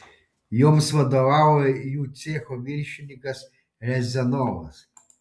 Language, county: Lithuanian, Panevėžys